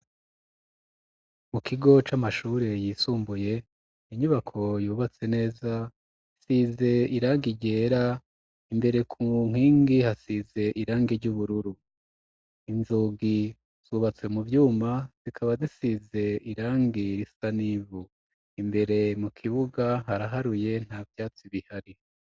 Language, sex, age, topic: Rundi, male, 36-49, education